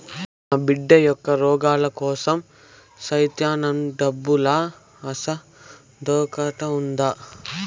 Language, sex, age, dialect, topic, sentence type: Telugu, male, 18-24, Southern, agriculture, statement